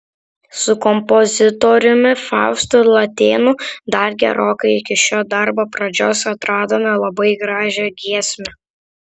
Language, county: Lithuanian, Kaunas